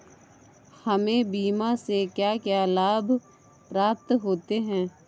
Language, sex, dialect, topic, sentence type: Hindi, female, Kanauji Braj Bhasha, banking, question